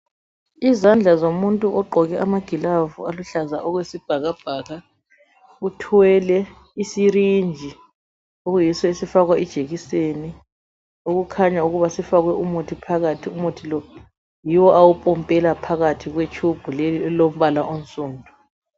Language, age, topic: North Ndebele, 36-49, health